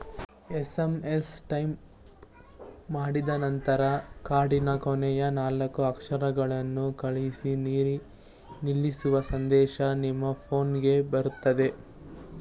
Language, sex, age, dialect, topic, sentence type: Kannada, male, 18-24, Mysore Kannada, banking, statement